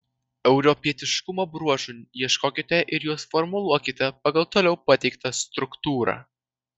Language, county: Lithuanian, Vilnius